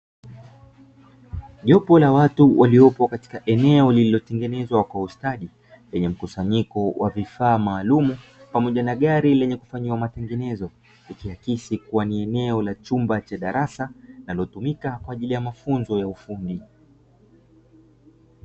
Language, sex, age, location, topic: Swahili, male, 25-35, Dar es Salaam, education